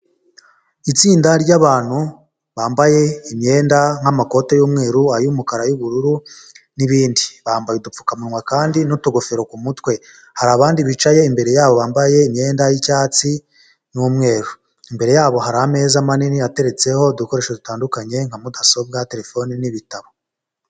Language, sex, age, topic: Kinyarwanda, male, 18-24, health